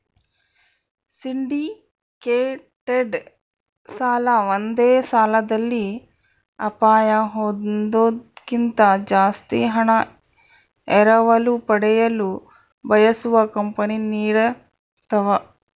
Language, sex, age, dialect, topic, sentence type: Kannada, male, 31-35, Central, banking, statement